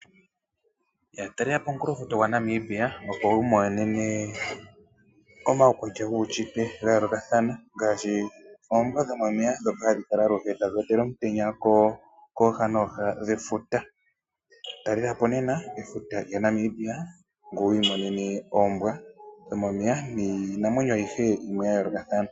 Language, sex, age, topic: Oshiwambo, male, 25-35, agriculture